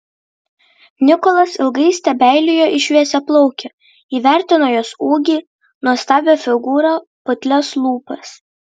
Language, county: Lithuanian, Vilnius